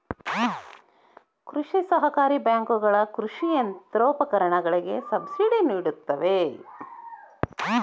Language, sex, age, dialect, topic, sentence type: Kannada, female, 60-100, Dharwad Kannada, agriculture, statement